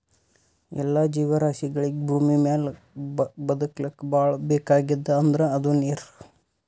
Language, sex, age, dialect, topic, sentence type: Kannada, male, 18-24, Northeastern, agriculture, statement